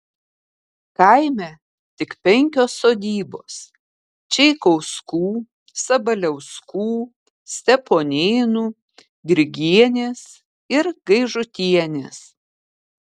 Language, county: Lithuanian, Kaunas